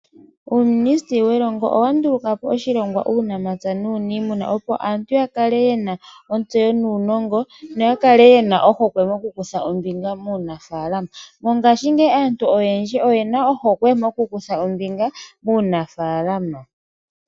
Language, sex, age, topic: Oshiwambo, female, 25-35, agriculture